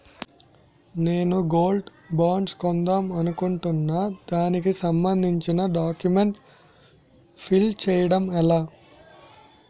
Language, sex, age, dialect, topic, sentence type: Telugu, male, 18-24, Utterandhra, banking, question